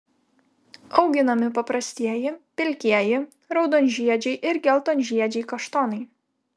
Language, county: Lithuanian, Vilnius